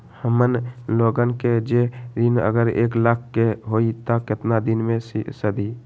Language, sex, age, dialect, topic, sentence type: Magahi, male, 18-24, Western, banking, question